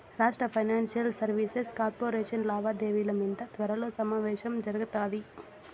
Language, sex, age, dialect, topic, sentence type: Telugu, female, 60-100, Southern, banking, statement